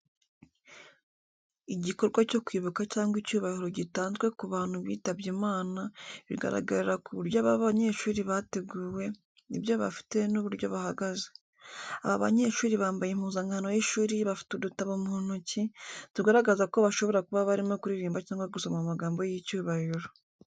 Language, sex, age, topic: Kinyarwanda, female, 18-24, education